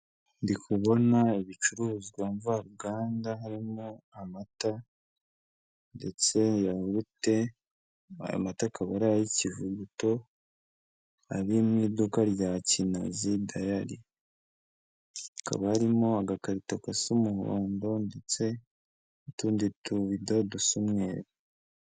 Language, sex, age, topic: Kinyarwanda, male, 25-35, finance